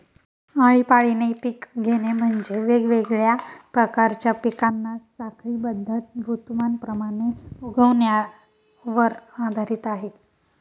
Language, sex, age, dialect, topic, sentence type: Marathi, female, 18-24, Northern Konkan, agriculture, statement